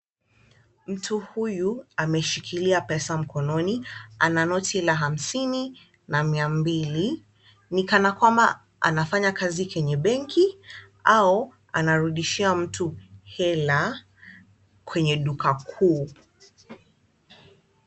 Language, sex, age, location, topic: Swahili, female, 25-35, Kisumu, finance